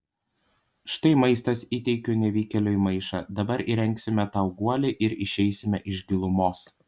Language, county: Lithuanian, Panevėžys